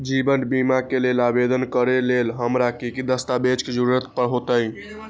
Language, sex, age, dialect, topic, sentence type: Magahi, male, 18-24, Western, banking, question